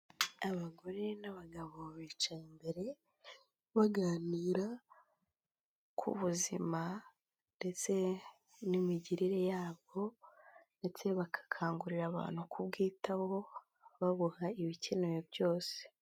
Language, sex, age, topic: Kinyarwanda, female, 18-24, health